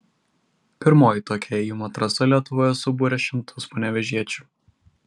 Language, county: Lithuanian, Šiauliai